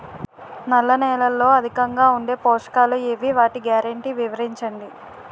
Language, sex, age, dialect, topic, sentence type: Telugu, female, 18-24, Utterandhra, agriculture, question